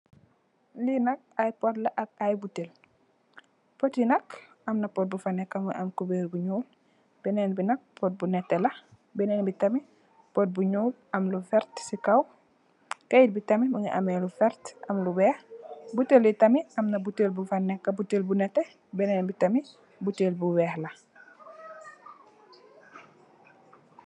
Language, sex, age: Wolof, female, 18-24